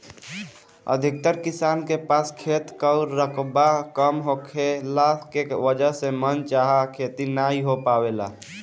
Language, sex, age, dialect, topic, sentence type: Bhojpuri, male, <18, Northern, agriculture, statement